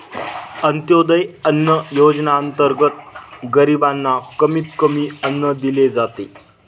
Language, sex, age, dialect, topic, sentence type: Marathi, male, 25-30, Northern Konkan, agriculture, statement